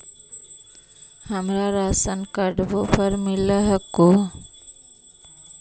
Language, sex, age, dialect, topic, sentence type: Magahi, male, 25-30, Central/Standard, banking, question